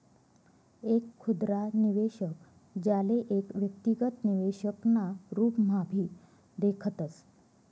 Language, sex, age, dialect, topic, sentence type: Marathi, female, 25-30, Northern Konkan, banking, statement